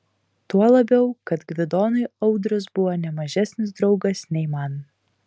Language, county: Lithuanian, Utena